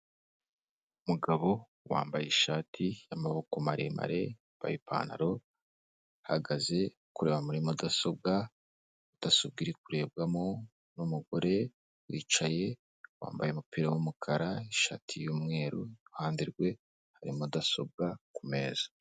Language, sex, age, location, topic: Kinyarwanda, male, 18-24, Kigali, government